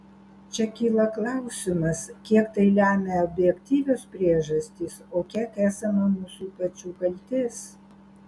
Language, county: Lithuanian, Alytus